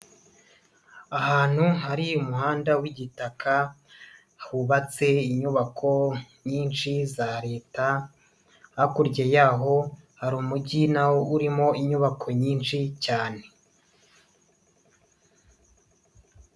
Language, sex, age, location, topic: Kinyarwanda, male, 25-35, Nyagatare, government